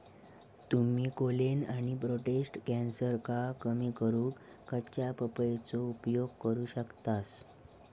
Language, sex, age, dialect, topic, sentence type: Marathi, male, 18-24, Southern Konkan, agriculture, statement